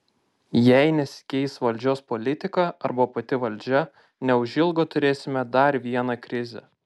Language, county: Lithuanian, Panevėžys